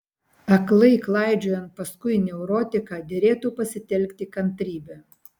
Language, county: Lithuanian, Vilnius